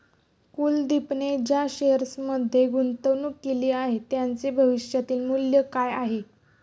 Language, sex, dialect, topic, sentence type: Marathi, female, Standard Marathi, banking, statement